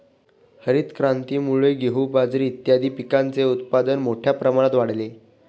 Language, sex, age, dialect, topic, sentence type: Marathi, male, 25-30, Standard Marathi, agriculture, statement